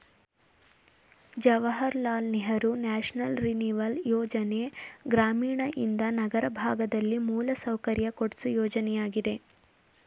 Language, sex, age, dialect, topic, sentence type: Kannada, male, 18-24, Mysore Kannada, banking, statement